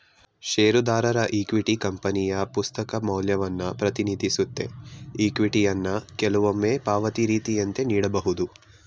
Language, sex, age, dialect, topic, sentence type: Kannada, male, 18-24, Mysore Kannada, banking, statement